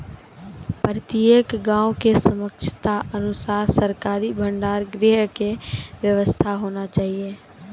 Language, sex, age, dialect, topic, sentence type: Maithili, female, 51-55, Angika, agriculture, question